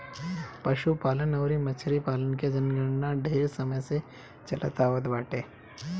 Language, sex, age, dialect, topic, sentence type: Bhojpuri, male, 31-35, Northern, agriculture, statement